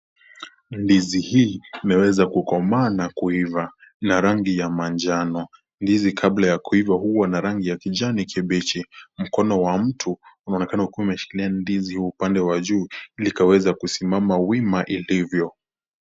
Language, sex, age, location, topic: Swahili, male, 18-24, Kisii, agriculture